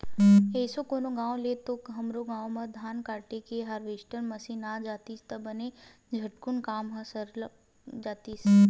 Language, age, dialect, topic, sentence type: Chhattisgarhi, 18-24, Western/Budati/Khatahi, agriculture, statement